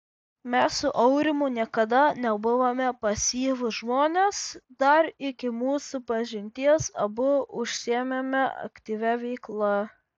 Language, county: Lithuanian, Vilnius